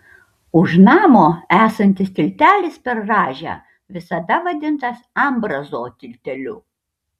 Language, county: Lithuanian, Kaunas